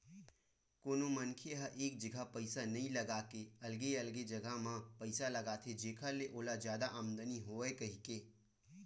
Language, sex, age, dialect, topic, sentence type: Chhattisgarhi, male, 18-24, Western/Budati/Khatahi, banking, statement